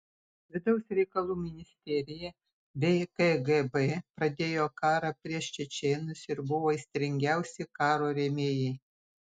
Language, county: Lithuanian, Utena